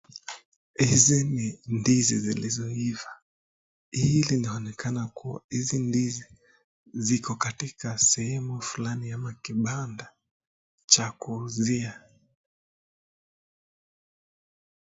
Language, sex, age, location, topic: Swahili, male, 25-35, Nakuru, finance